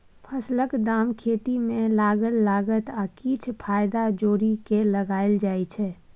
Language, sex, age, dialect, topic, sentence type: Maithili, female, 18-24, Bajjika, agriculture, statement